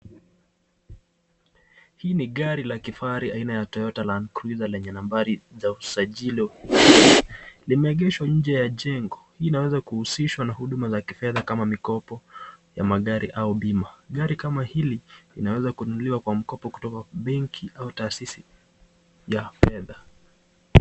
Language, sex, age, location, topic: Swahili, male, 25-35, Nakuru, finance